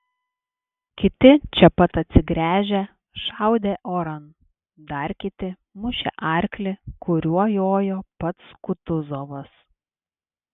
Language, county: Lithuanian, Klaipėda